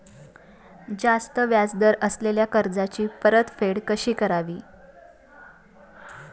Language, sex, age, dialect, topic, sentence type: Marathi, female, 25-30, Standard Marathi, banking, question